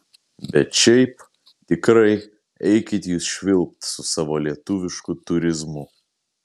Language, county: Lithuanian, Kaunas